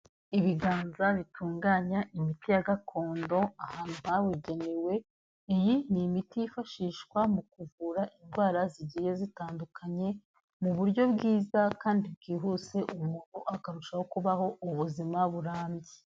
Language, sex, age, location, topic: Kinyarwanda, female, 18-24, Kigali, health